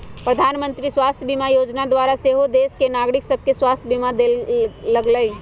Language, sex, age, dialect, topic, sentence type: Magahi, male, 18-24, Western, banking, statement